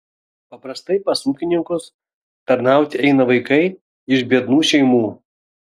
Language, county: Lithuanian, Vilnius